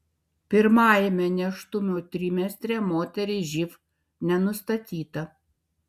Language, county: Lithuanian, Šiauliai